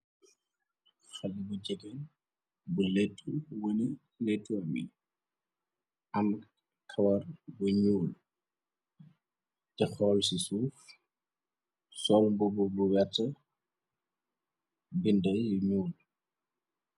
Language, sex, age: Wolof, male, 25-35